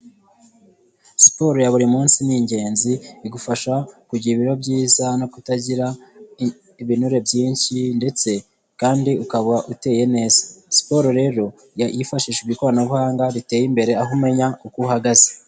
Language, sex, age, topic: Kinyarwanda, male, 18-24, health